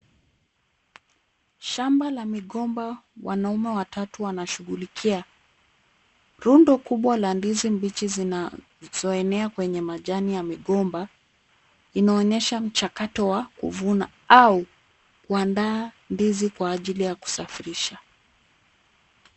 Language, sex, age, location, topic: Swahili, female, 36-49, Kisumu, agriculture